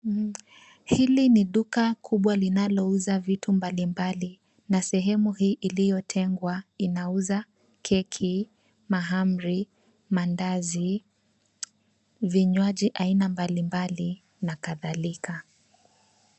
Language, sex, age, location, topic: Swahili, female, 25-35, Nairobi, finance